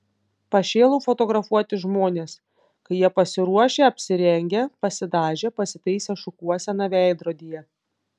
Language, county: Lithuanian, Panevėžys